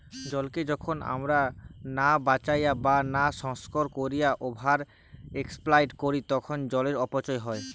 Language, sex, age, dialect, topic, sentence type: Bengali, male, 18-24, Western, agriculture, statement